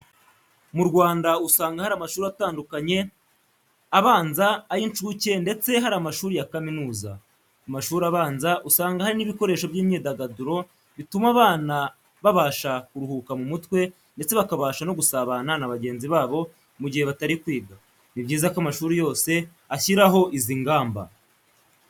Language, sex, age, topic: Kinyarwanda, male, 18-24, education